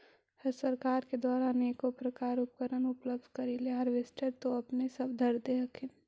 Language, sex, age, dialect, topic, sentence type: Magahi, female, 25-30, Central/Standard, agriculture, question